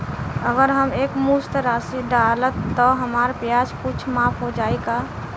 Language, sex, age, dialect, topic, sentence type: Bhojpuri, female, 18-24, Western, banking, question